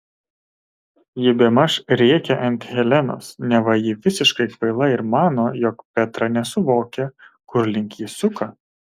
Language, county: Lithuanian, Kaunas